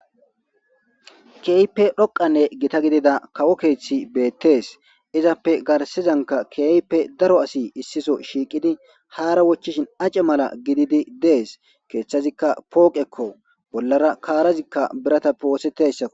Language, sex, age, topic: Gamo, male, 25-35, government